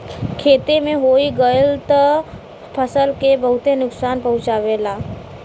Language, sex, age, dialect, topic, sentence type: Bhojpuri, female, 18-24, Western, agriculture, statement